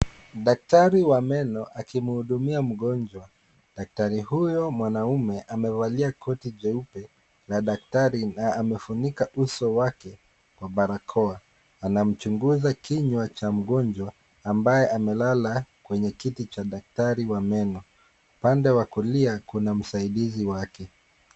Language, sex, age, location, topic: Swahili, male, 25-35, Kisumu, health